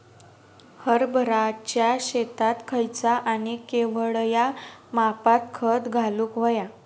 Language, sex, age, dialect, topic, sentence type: Marathi, female, 18-24, Southern Konkan, agriculture, question